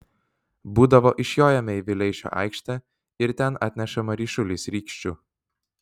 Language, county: Lithuanian, Vilnius